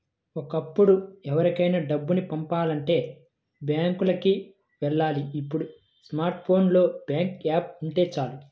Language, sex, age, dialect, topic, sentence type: Telugu, female, 25-30, Central/Coastal, banking, statement